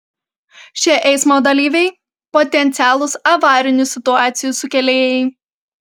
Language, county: Lithuanian, Panevėžys